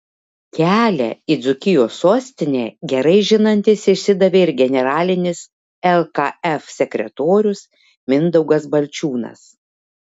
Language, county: Lithuanian, Šiauliai